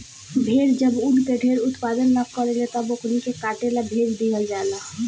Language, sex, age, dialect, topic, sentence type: Bhojpuri, female, 18-24, Southern / Standard, agriculture, statement